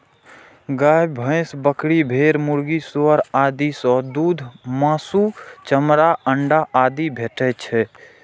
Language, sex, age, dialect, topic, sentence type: Maithili, male, 18-24, Eastern / Thethi, agriculture, statement